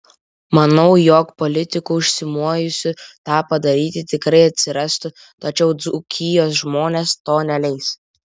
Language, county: Lithuanian, Vilnius